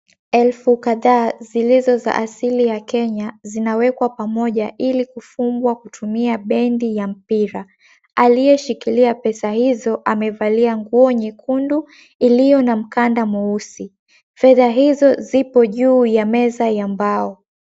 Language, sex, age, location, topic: Swahili, female, 18-24, Mombasa, finance